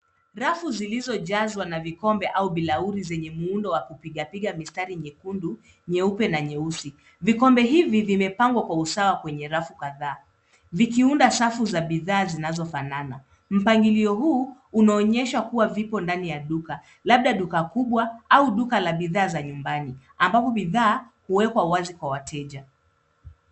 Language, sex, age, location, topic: Swahili, female, 25-35, Nairobi, finance